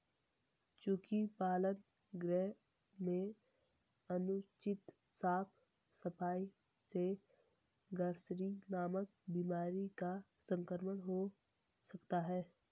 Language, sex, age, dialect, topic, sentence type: Hindi, male, 18-24, Marwari Dhudhari, agriculture, statement